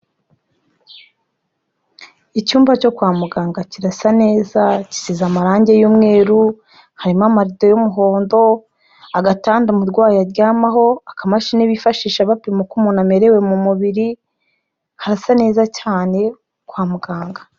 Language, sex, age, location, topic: Kinyarwanda, female, 25-35, Kigali, health